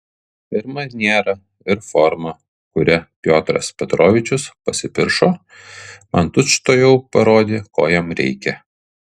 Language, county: Lithuanian, Kaunas